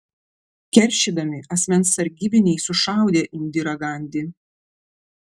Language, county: Lithuanian, Klaipėda